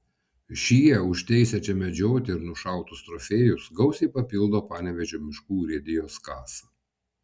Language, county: Lithuanian, Vilnius